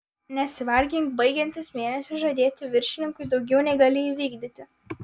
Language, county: Lithuanian, Vilnius